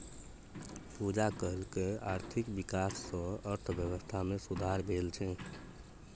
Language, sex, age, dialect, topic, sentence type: Maithili, male, 18-24, Bajjika, banking, statement